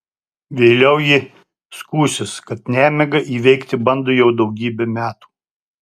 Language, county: Lithuanian, Tauragė